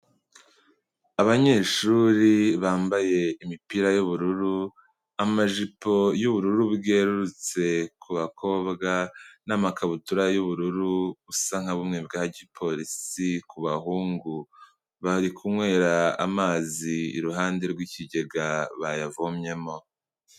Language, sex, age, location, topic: Kinyarwanda, male, 18-24, Kigali, health